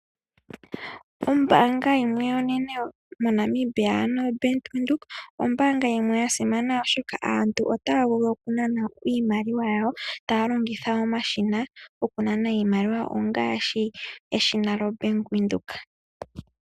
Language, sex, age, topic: Oshiwambo, female, 18-24, finance